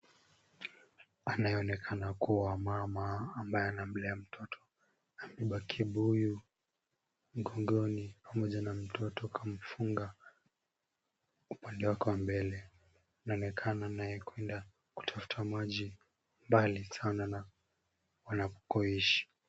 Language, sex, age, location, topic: Swahili, male, 18-24, Kisumu, health